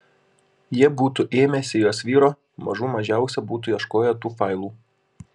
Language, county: Lithuanian, Šiauliai